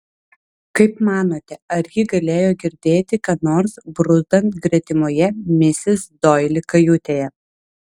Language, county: Lithuanian, Vilnius